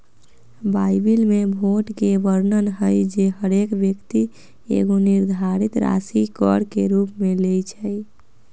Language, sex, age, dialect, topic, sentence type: Magahi, female, 60-100, Western, banking, statement